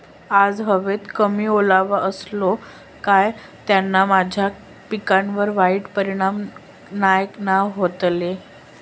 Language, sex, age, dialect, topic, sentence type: Marathi, female, 18-24, Southern Konkan, agriculture, question